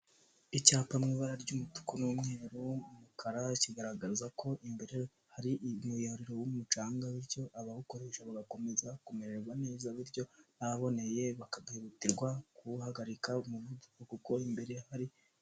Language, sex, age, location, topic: Kinyarwanda, male, 18-24, Kigali, government